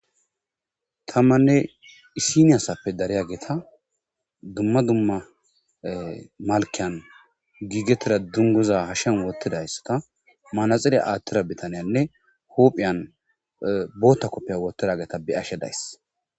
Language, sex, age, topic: Gamo, male, 25-35, agriculture